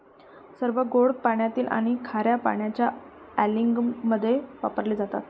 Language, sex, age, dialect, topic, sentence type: Marathi, female, 31-35, Varhadi, agriculture, statement